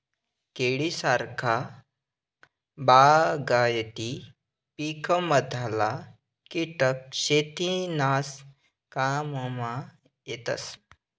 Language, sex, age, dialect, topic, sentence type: Marathi, male, 60-100, Northern Konkan, agriculture, statement